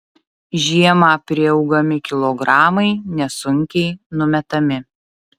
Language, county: Lithuanian, Utena